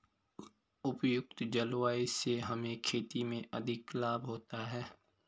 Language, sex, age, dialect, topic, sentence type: Hindi, male, 25-30, Garhwali, banking, statement